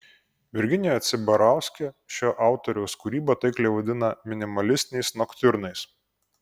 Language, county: Lithuanian, Kaunas